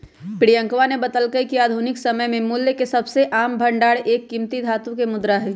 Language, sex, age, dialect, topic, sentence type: Magahi, female, 31-35, Western, banking, statement